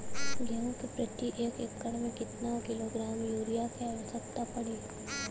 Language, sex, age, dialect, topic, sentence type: Bhojpuri, female, 18-24, Western, agriculture, question